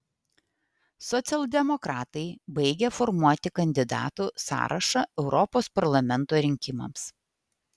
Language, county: Lithuanian, Vilnius